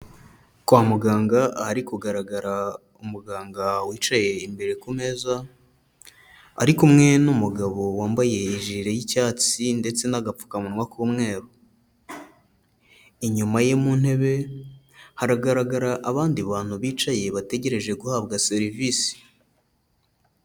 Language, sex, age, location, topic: Kinyarwanda, male, 18-24, Kigali, health